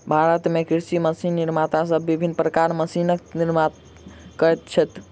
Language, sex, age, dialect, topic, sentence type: Maithili, male, 18-24, Southern/Standard, agriculture, statement